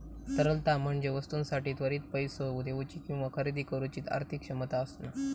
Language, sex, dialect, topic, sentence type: Marathi, male, Southern Konkan, banking, statement